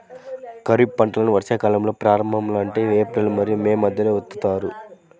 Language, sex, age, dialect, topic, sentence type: Telugu, male, 18-24, Central/Coastal, agriculture, statement